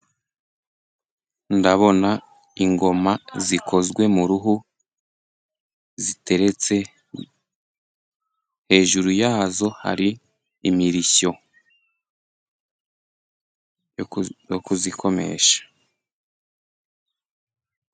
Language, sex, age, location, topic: Kinyarwanda, male, 18-24, Musanze, government